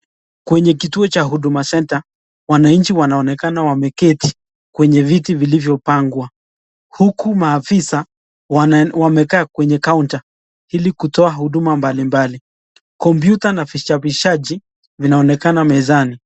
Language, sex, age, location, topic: Swahili, male, 25-35, Nakuru, government